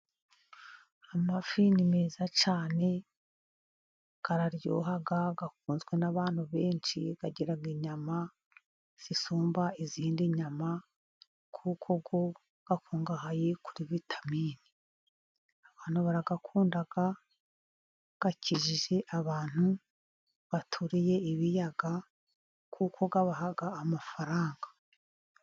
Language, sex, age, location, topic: Kinyarwanda, female, 50+, Musanze, agriculture